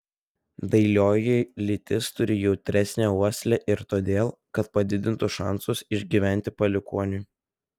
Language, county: Lithuanian, Telšiai